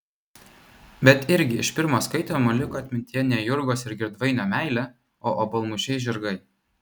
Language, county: Lithuanian, Vilnius